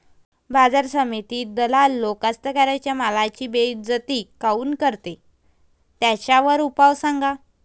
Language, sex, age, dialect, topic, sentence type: Marathi, female, 18-24, Varhadi, agriculture, question